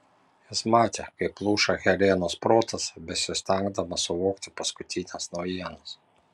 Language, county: Lithuanian, Panevėžys